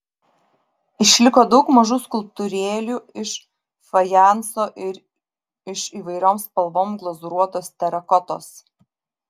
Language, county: Lithuanian, Vilnius